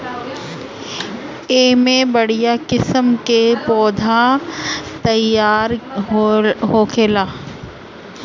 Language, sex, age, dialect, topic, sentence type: Bhojpuri, female, 31-35, Northern, agriculture, statement